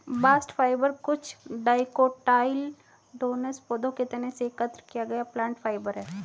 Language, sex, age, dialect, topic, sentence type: Hindi, female, 36-40, Hindustani Malvi Khadi Boli, agriculture, statement